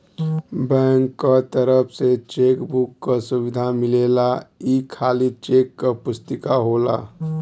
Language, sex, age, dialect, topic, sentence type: Bhojpuri, male, 36-40, Western, banking, statement